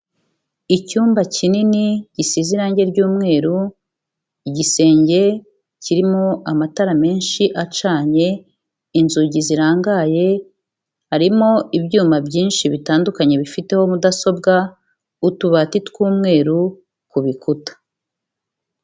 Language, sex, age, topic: Kinyarwanda, female, 36-49, health